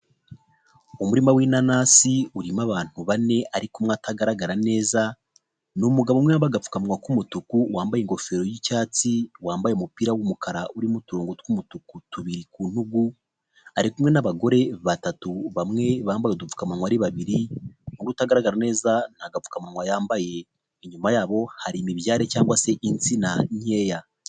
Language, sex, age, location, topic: Kinyarwanda, male, 25-35, Nyagatare, agriculture